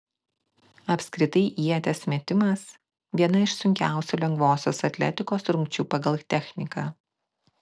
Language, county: Lithuanian, Klaipėda